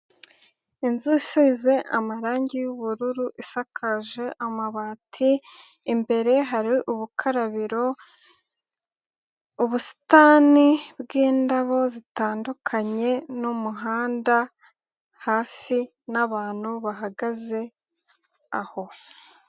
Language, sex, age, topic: Kinyarwanda, female, 18-24, government